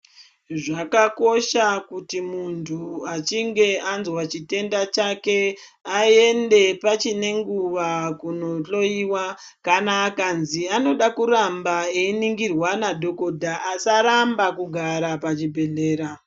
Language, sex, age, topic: Ndau, female, 25-35, health